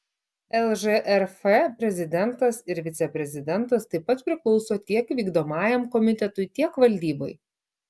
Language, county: Lithuanian, Klaipėda